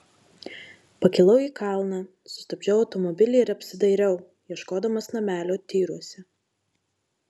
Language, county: Lithuanian, Marijampolė